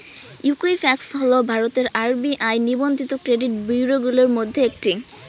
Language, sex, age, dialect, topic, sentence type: Bengali, female, 18-24, Rajbangshi, banking, question